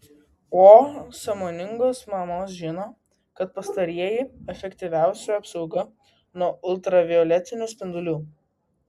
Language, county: Lithuanian, Vilnius